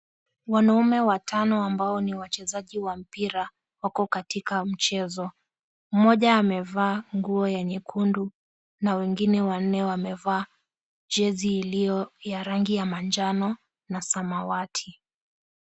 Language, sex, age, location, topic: Swahili, female, 18-24, Mombasa, government